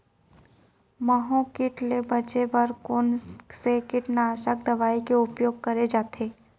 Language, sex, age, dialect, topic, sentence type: Chhattisgarhi, female, 56-60, Central, agriculture, question